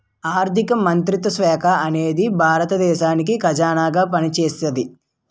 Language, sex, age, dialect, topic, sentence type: Telugu, male, 18-24, Utterandhra, banking, statement